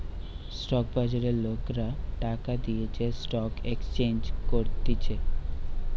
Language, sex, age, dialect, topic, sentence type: Bengali, male, 18-24, Western, banking, statement